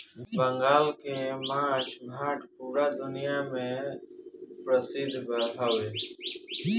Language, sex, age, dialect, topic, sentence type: Bhojpuri, male, 18-24, Northern, agriculture, statement